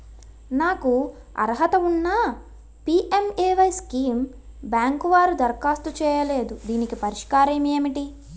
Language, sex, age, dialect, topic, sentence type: Telugu, female, 18-24, Utterandhra, banking, question